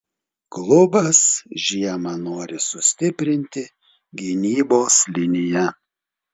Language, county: Lithuanian, Telšiai